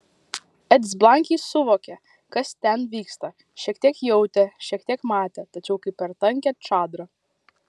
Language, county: Lithuanian, Klaipėda